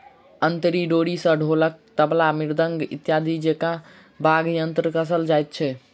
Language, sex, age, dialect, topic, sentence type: Maithili, male, 36-40, Southern/Standard, agriculture, statement